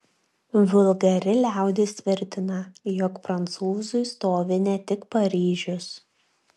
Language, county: Lithuanian, Klaipėda